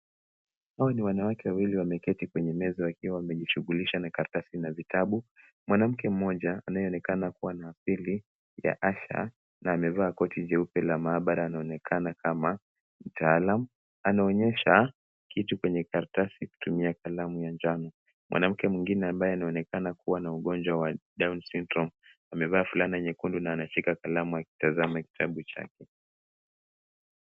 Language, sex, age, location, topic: Swahili, male, 18-24, Nairobi, education